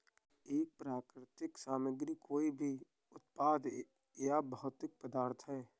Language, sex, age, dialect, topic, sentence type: Hindi, male, 18-24, Awadhi Bundeli, agriculture, statement